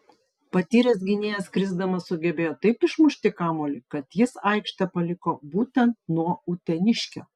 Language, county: Lithuanian, Vilnius